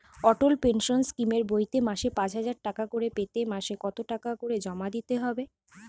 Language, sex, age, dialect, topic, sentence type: Bengali, female, 25-30, Standard Colloquial, banking, question